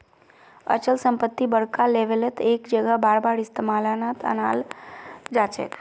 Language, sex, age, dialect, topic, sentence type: Magahi, female, 31-35, Northeastern/Surjapuri, banking, statement